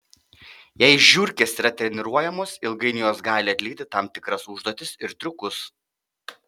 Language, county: Lithuanian, Panevėžys